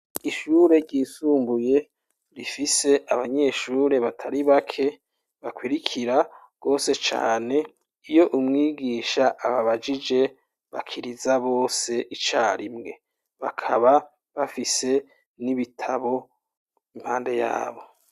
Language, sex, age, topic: Rundi, male, 36-49, education